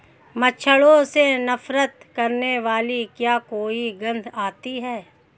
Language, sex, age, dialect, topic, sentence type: Hindi, female, 31-35, Hindustani Malvi Khadi Boli, agriculture, question